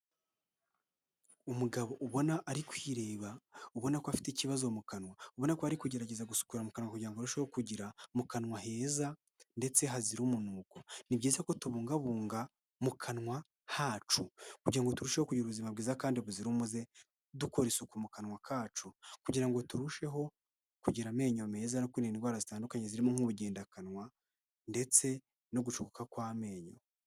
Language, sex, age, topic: Kinyarwanda, male, 18-24, health